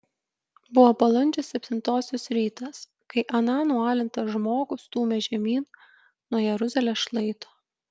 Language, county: Lithuanian, Kaunas